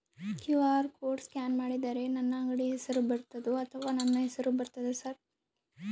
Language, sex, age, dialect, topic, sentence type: Kannada, female, 18-24, Central, banking, question